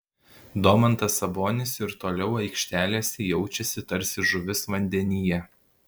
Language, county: Lithuanian, Alytus